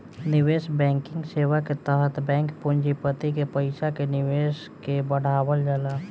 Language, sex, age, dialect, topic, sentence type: Bhojpuri, female, <18, Southern / Standard, banking, statement